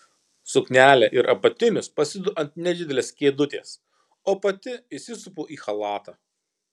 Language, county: Lithuanian, Kaunas